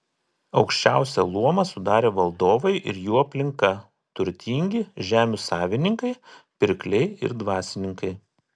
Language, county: Lithuanian, Telšiai